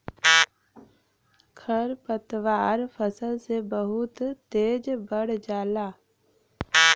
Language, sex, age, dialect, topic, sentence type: Bhojpuri, female, 25-30, Western, agriculture, statement